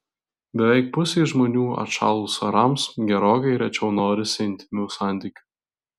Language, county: Lithuanian, Vilnius